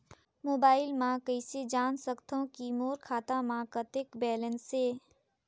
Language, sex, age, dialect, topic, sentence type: Chhattisgarhi, female, 18-24, Northern/Bhandar, banking, question